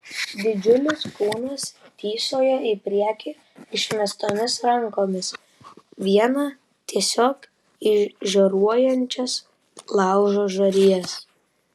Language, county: Lithuanian, Vilnius